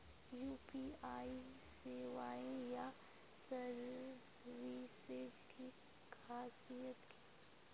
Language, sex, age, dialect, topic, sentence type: Magahi, female, 51-55, Northeastern/Surjapuri, banking, question